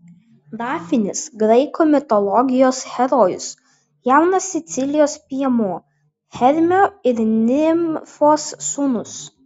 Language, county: Lithuanian, Vilnius